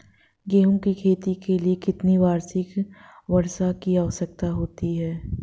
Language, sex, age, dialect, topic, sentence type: Hindi, female, 25-30, Marwari Dhudhari, agriculture, question